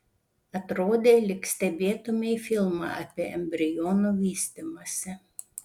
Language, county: Lithuanian, Panevėžys